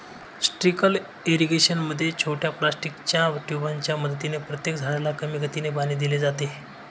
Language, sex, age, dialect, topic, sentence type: Marathi, male, 25-30, Northern Konkan, agriculture, statement